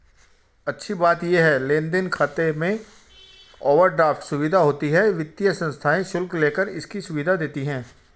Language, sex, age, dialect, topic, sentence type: Hindi, female, 36-40, Hindustani Malvi Khadi Boli, banking, statement